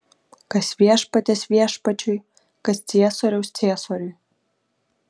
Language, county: Lithuanian, Kaunas